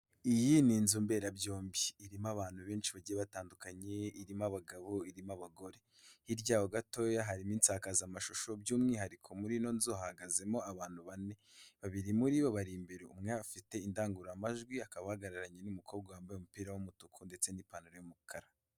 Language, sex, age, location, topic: Kinyarwanda, male, 18-24, Kigali, health